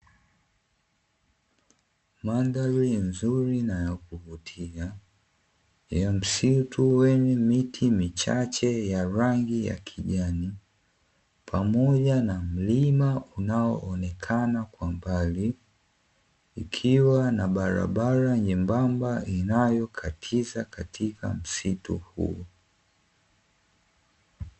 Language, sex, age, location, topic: Swahili, male, 25-35, Dar es Salaam, agriculture